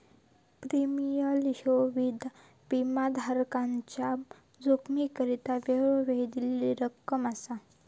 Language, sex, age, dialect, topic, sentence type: Marathi, female, 31-35, Southern Konkan, banking, statement